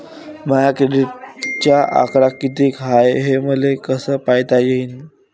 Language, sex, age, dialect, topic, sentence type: Marathi, male, 18-24, Varhadi, banking, question